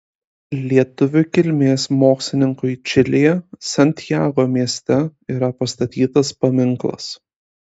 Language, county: Lithuanian, Kaunas